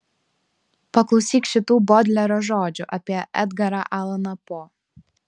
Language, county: Lithuanian, Klaipėda